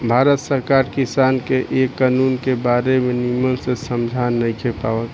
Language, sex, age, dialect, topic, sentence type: Bhojpuri, male, 18-24, Southern / Standard, agriculture, statement